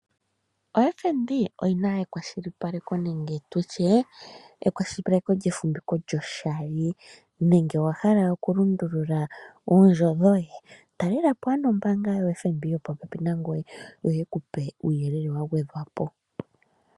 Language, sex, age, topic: Oshiwambo, female, 25-35, finance